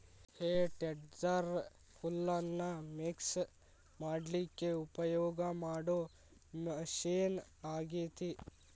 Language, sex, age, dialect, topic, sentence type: Kannada, male, 18-24, Dharwad Kannada, agriculture, statement